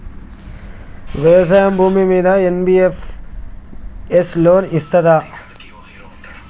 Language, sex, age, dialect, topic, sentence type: Telugu, male, 25-30, Telangana, banking, question